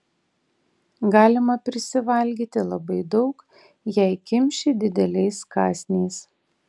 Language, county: Lithuanian, Tauragė